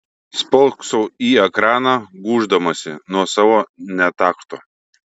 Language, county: Lithuanian, Šiauliai